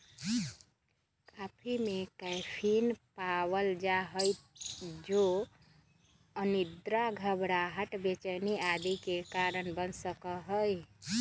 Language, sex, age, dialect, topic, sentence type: Magahi, female, 36-40, Western, agriculture, statement